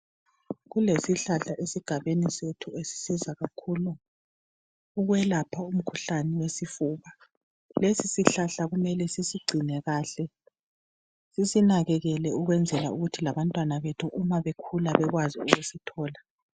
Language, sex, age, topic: North Ndebele, female, 36-49, health